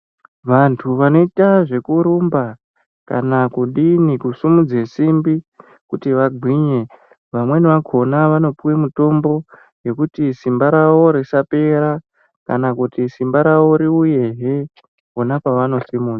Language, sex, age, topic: Ndau, male, 18-24, health